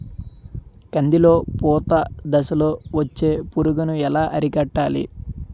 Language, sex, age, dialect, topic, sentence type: Telugu, male, 25-30, Utterandhra, agriculture, question